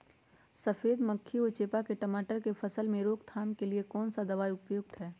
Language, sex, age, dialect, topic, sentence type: Magahi, female, 60-100, Western, agriculture, question